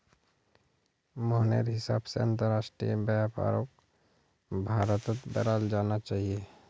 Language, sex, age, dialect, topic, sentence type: Magahi, male, 36-40, Northeastern/Surjapuri, banking, statement